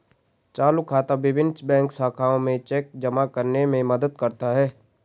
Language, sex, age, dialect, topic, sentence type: Hindi, male, 18-24, Garhwali, banking, statement